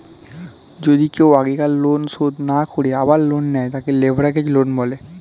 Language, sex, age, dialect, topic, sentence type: Bengali, male, 18-24, Standard Colloquial, banking, statement